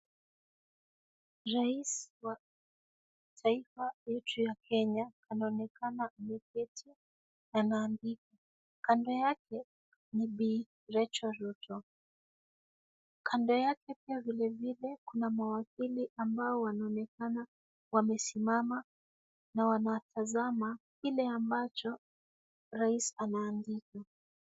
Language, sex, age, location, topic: Swahili, female, 25-35, Kisumu, government